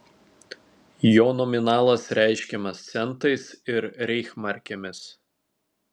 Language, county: Lithuanian, Telšiai